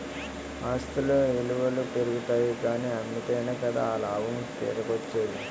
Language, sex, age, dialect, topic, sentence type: Telugu, male, 18-24, Utterandhra, banking, statement